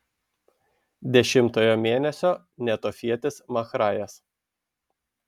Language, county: Lithuanian, Šiauliai